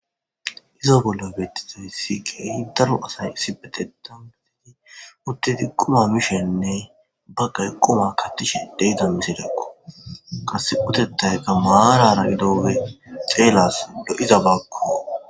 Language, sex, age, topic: Gamo, male, 25-35, government